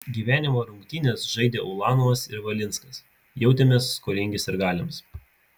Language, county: Lithuanian, Vilnius